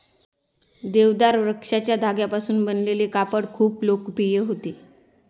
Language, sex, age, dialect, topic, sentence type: Marathi, female, 25-30, Standard Marathi, agriculture, statement